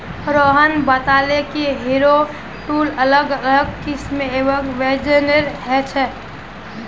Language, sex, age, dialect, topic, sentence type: Magahi, female, 60-100, Northeastern/Surjapuri, agriculture, statement